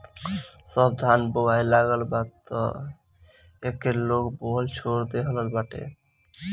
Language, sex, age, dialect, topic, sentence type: Bhojpuri, female, 18-24, Northern, agriculture, statement